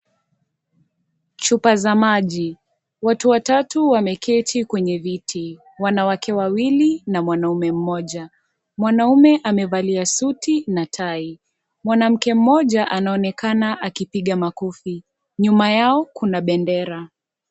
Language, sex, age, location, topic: Swahili, female, 25-35, Kisii, government